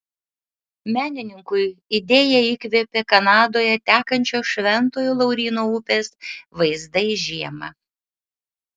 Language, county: Lithuanian, Utena